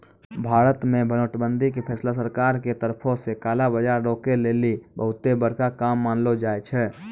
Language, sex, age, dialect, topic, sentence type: Maithili, male, 18-24, Angika, banking, statement